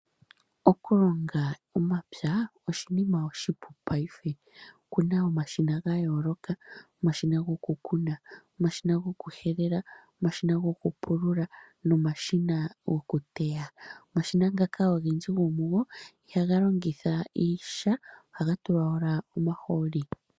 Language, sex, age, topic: Oshiwambo, female, 18-24, agriculture